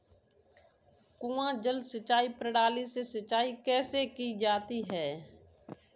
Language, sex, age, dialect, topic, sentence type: Hindi, female, 25-30, Kanauji Braj Bhasha, agriculture, question